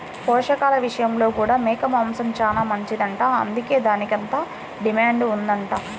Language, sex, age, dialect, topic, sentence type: Telugu, female, 18-24, Central/Coastal, agriculture, statement